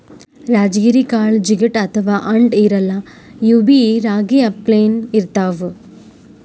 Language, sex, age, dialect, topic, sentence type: Kannada, male, 25-30, Northeastern, agriculture, statement